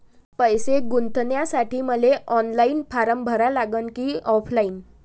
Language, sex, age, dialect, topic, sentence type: Marathi, female, 18-24, Varhadi, banking, question